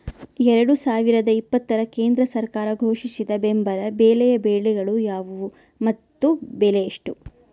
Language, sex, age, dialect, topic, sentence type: Kannada, female, 25-30, Central, agriculture, question